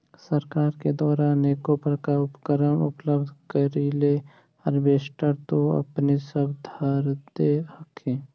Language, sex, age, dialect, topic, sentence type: Magahi, male, 18-24, Central/Standard, agriculture, question